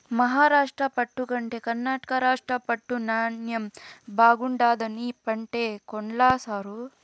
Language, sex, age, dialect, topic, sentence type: Telugu, female, 18-24, Southern, agriculture, statement